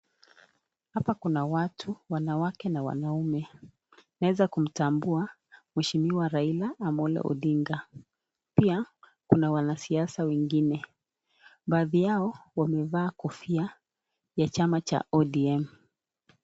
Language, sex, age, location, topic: Swahili, female, 36-49, Nakuru, government